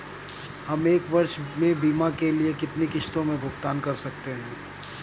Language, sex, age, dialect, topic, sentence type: Hindi, male, 31-35, Awadhi Bundeli, banking, question